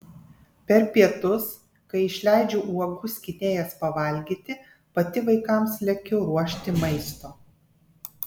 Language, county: Lithuanian, Kaunas